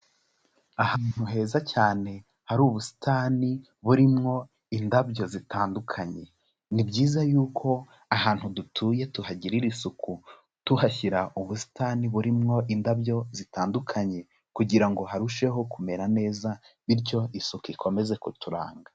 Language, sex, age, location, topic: Kinyarwanda, male, 25-35, Kigali, agriculture